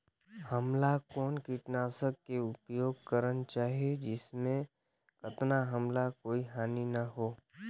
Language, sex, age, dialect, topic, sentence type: Chhattisgarhi, male, 25-30, Northern/Bhandar, agriculture, question